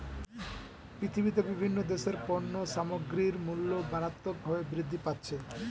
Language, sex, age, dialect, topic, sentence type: Bengali, male, 18-24, Standard Colloquial, banking, statement